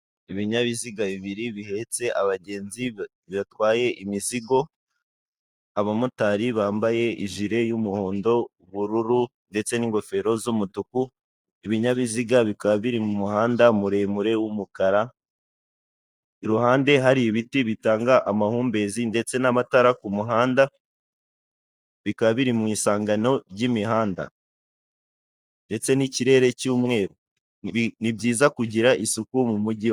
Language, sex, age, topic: Kinyarwanda, male, 18-24, government